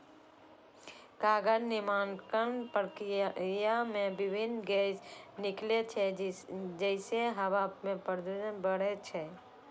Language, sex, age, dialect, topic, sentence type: Maithili, female, 31-35, Eastern / Thethi, agriculture, statement